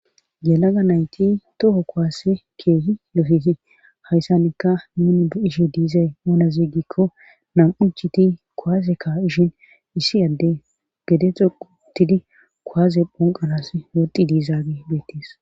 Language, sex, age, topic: Gamo, female, 18-24, government